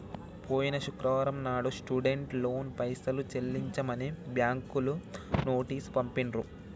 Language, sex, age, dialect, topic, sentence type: Telugu, male, 18-24, Telangana, banking, statement